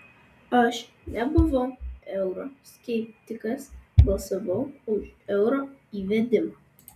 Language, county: Lithuanian, Vilnius